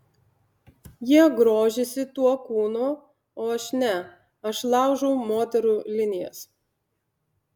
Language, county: Lithuanian, Utena